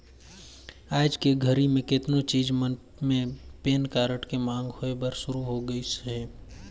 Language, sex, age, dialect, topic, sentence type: Chhattisgarhi, male, 25-30, Northern/Bhandar, banking, statement